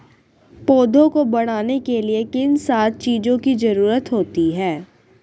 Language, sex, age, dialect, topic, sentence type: Hindi, female, 36-40, Hindustani Malvi Khadi Boli, agriculture, question